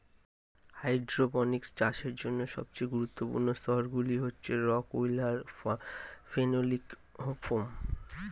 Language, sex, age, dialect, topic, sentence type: Bengali, male, 25-30, Standard Colloquial, agriculture, statement